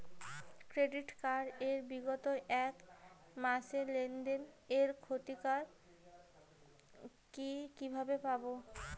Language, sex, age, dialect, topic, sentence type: Bengali, female, 25-30, Rajbangshi, banking, question